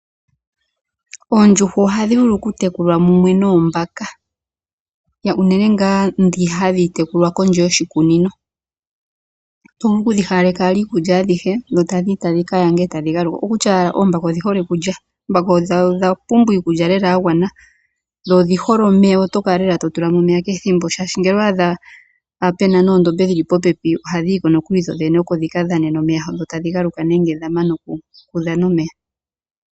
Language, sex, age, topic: Oshiwambo, female, 25-35, agriculture